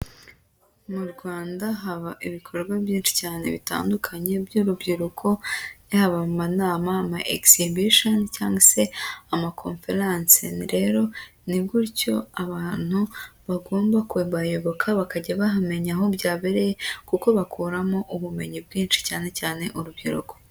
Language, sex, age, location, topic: Kinyarwanda, female, 18-24, Huye, education